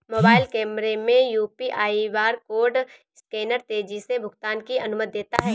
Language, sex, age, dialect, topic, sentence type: Hindi, female, 18-24, Awadhi Bundeli, banking, statement